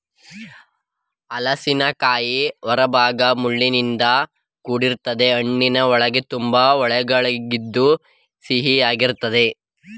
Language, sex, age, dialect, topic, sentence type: Kannada, male, 25-30, Mysore Kannada, agriculture, statement